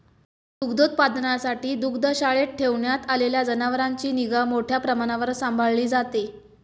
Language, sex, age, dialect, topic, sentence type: Marathi, female, 18-24, Standard Marathi, agriculture, statement